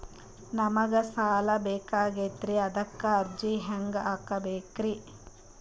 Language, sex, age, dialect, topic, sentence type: Kannada, female, 31-35, Northeastern, banking, question